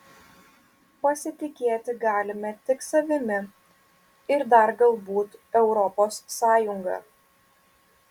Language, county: Lithuanian, Vilnius